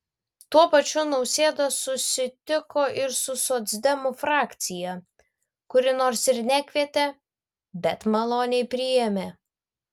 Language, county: Lithuanian, Vilnius